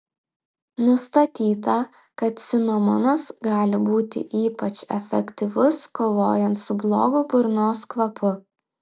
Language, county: Lithuanian, Klaipėda